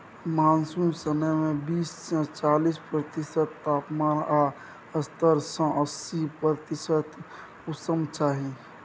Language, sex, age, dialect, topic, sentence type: Maithili, male, 18-24, Bajjika, agriculture, statement